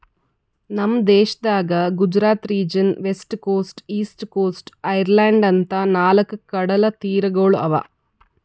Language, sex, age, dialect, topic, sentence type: Kannada, female, 25-30, Northeastern, agriculture, statement